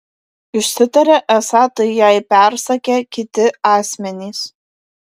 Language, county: Lithuanian, Vilnius